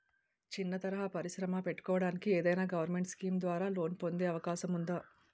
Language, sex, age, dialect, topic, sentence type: Telugu, female, 36-40, Utterandhra, banking, question